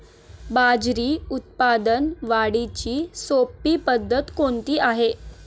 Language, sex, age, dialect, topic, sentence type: Marathi, female, 18-24, Standard Marathi, agriculture, question